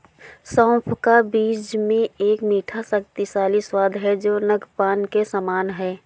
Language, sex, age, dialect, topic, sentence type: Hindi, female, 25-30, Awadhi Bundeli, agriculture, statement